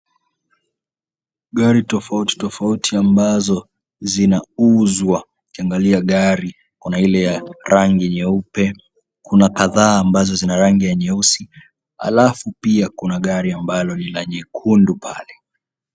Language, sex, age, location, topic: Swahili, male, 18-24, Kisumu, finance